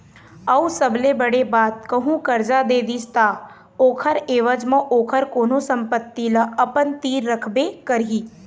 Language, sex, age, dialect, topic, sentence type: Chhattisgarhi, female, 18-24, Eastern, banking, statement